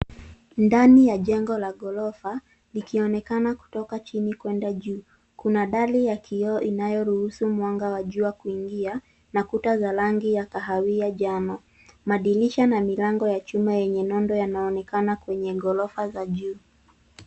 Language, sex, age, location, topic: Swahili, female, 18-24, Nairobi, finance